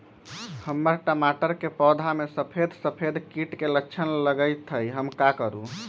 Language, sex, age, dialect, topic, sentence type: Magahi, male, 18-24, Western, agriculture, question